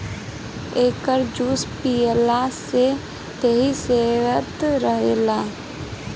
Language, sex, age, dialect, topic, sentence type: Bhojpuri, female, 18-24, Northern, agriculture, statement